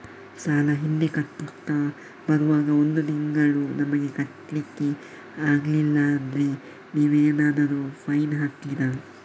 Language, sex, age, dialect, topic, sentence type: Kannada, male, 31-35, Coastal/Dakshin, banking, question